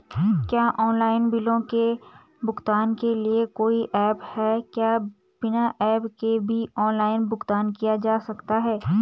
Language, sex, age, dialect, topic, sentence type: Hindi, female, 25-30, Garhwali, banking, question